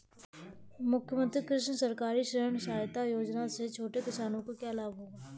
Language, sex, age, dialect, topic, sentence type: Hindi, male, 18-24, Kanauji Braj Bhasha, agriculture, question